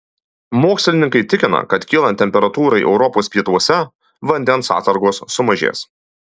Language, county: Lithuanian, Alytus